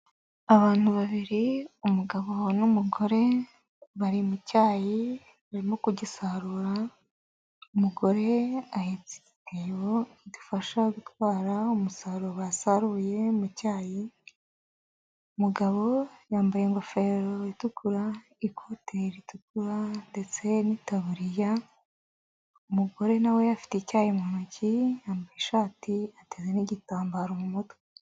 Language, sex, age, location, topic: Kinyarwanda, female, 25-35, Nyagatare, agriculture